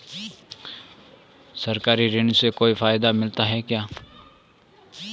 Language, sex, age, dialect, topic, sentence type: Hindi, male, 18-24, Marwari Dhudhari, banking, question